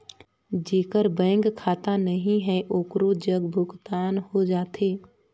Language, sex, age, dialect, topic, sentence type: Chhattisgarhi, female, 31-35, Northern/Bhandar, banking, question